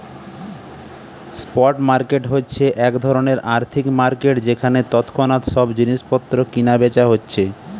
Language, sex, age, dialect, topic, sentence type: Bengali, male, 31-35, Western, banking, statement